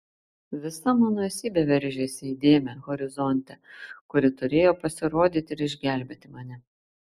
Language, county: Lithuanian, Šiauliai